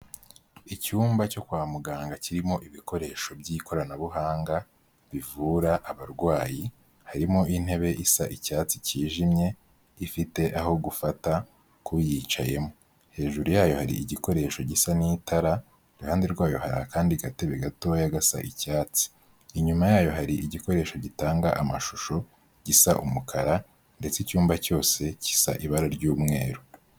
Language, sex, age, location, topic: Kinyarwanda, male, 18-24, Kigali, health